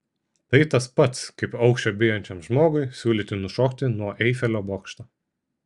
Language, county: Lithuanian, Šiauliai